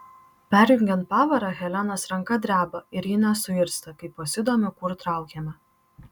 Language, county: Lithuanian, Marijampolė